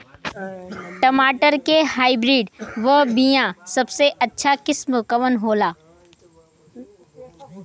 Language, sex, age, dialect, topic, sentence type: Bhojpuri, female, 18-24, Western, agriculture, question